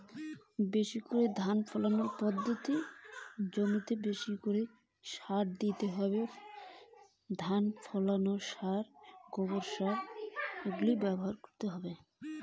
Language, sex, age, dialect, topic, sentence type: Bengali, female, 18-24, Rajbangshi, agriculture, question